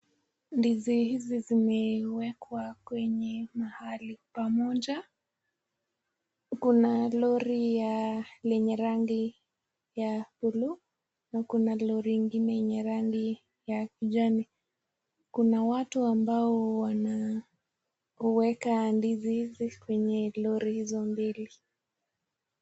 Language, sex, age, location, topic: Swahili, female, 18-24, Nakuru, agriculture